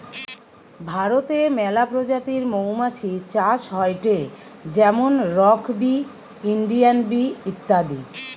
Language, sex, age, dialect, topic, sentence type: Bengali, female, 46-50, Western, agriculture, statement